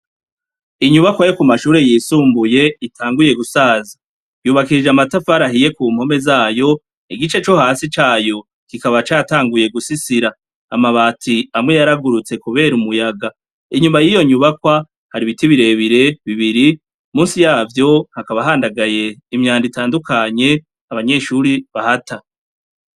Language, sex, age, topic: Rundi, male, 36-49, education